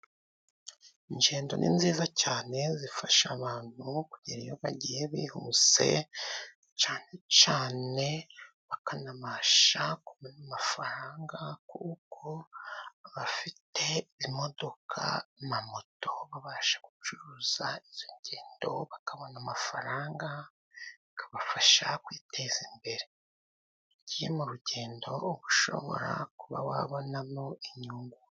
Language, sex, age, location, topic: Kinyarwanda, male, 25-35, Musanze, government